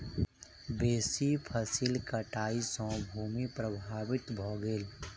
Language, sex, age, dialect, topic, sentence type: Maithili, male, 51-55, Southern/Standard, agriculture, statement